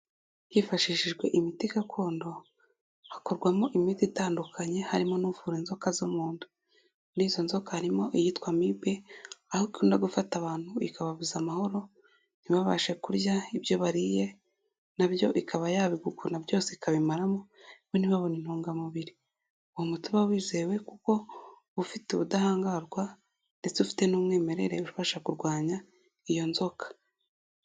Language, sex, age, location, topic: Kinyarwanda, female, 18-24, Kigali, health